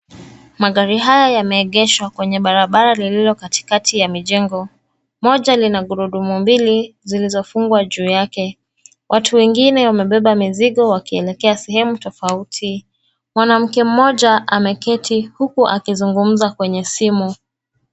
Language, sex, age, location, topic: Swahili, female, 25-35, Nairobi, government